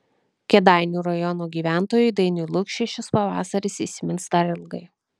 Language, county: Lithuanian, Kaunas